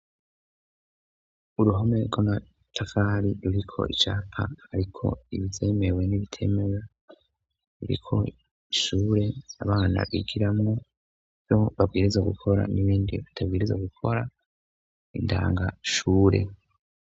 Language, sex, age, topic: Rundi, male, 25-35, education